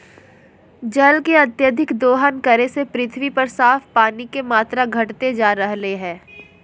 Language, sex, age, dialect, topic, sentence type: Magahi, female, 41-45, Southern, agriculture, statement